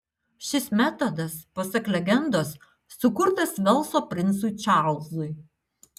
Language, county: Lithuanian, Utena